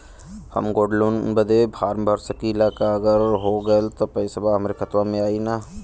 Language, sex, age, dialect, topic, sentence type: Bhojpuri, male, 25-30, Western, banking, question